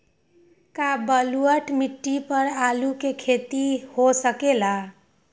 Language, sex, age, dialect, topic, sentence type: Magahi, female, 18-24, Western, agriculture, question